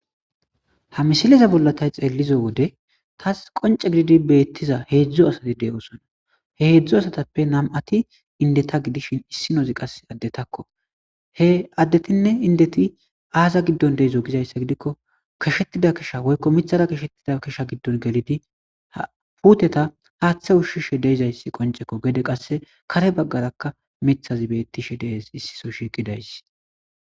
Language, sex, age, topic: Gamo, male, 25-35, agriculture